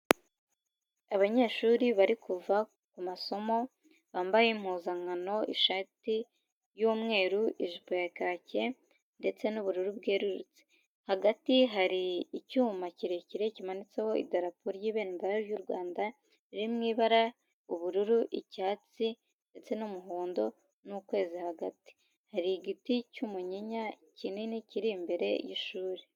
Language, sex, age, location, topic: Kinyarwanda, female, 25-35, Huye, education